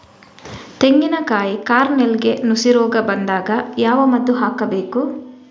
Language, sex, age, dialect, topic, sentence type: Kannada, female, 18-24, Coastal/Dakshin, agriculture, question